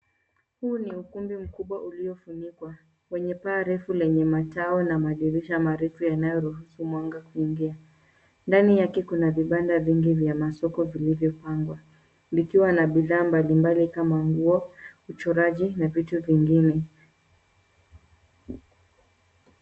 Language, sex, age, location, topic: Swahili, female, 18-24, Nairobi, finance